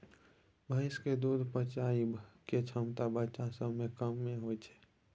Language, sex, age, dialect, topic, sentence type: Maithili, male, 18-24, Bajjika, agriculture, statement